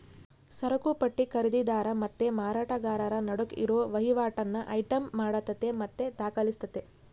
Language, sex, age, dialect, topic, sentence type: Kannada, female, 31-35, Central, banking, statement